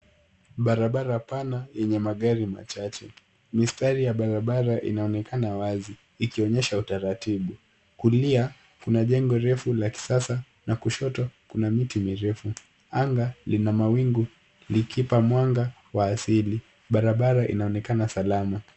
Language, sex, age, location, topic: Swahili, female, 18-24, Nairobi, government